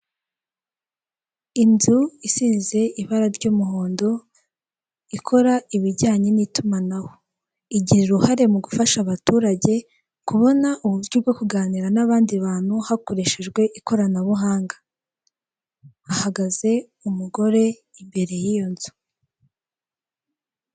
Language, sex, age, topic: Kinyarwanda, female, 18-24, finance